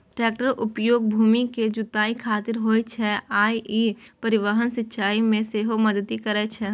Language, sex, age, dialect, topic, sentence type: Maithili, female, 18-24, Eastern / Thethi, agriculture, statement